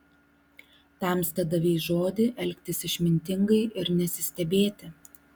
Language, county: Lithuanian, Vilnius